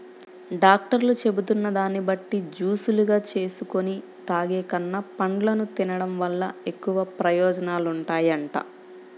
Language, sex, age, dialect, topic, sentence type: Telugu, female, 25-30, Central/Coastal, agriculture, statement